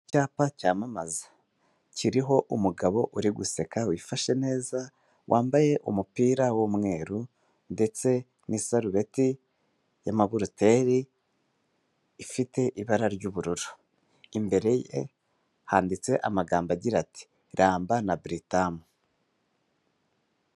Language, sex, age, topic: Kinyarwanda, male, 25-35, finance